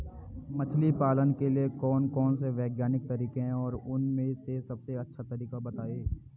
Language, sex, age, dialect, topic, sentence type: Hindi, male, 18-24, Garhwali, agriculture, question